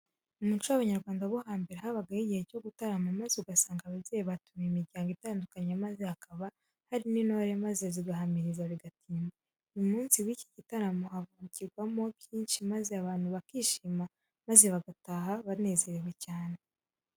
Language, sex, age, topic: Kinyarwanda, female, 18-24, education